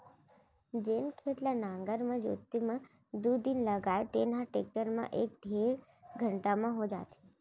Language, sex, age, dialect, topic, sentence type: Chhattisgarhi, female, 36-40, Central, agriculture, statement